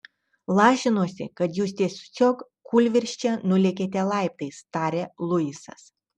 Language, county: Lithuanian, Telšiai